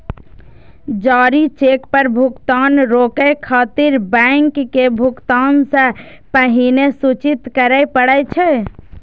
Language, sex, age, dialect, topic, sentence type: Maithili, female, 18-24, Eastern / Thethi, banking, statement